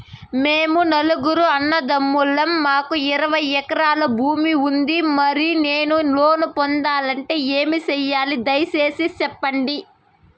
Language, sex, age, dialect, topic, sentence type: Telugu, female, 18-24, Southern, banking, question